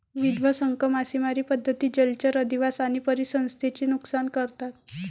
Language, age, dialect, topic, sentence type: Marathi, 25-30, Varhadi, agriculture, statement